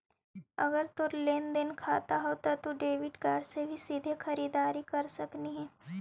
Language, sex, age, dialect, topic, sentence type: Magahi, female, 18-24, Central/Standard, banking, statement